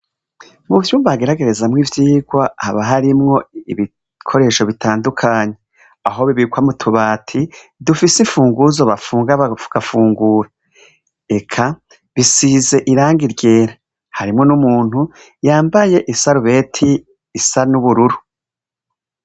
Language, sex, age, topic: Rundi, female, 25-35, education